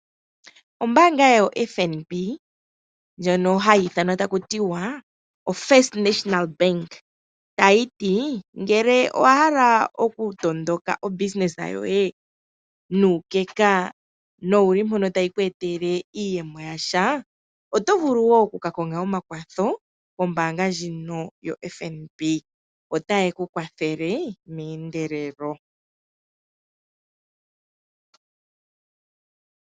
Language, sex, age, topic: Oshiwambo, female, 25-35, finance